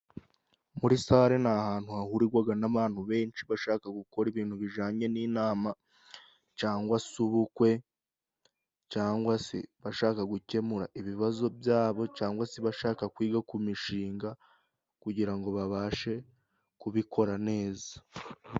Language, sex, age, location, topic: Kinyarwanda, male, 25-35, Musanze, government